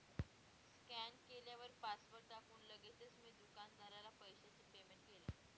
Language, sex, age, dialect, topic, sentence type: Marathi, female, 18-24, Northern Konkan, banking, statement